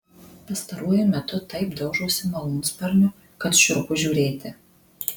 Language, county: Lithuanian, Marijampolė